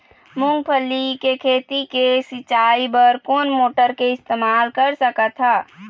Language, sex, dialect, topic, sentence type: Chhattisgarhi, female, Eastern, agriculture, question